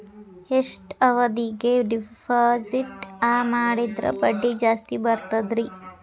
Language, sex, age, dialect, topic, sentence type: Kannada, female, 18-24, Dharwad Kannada, banking, question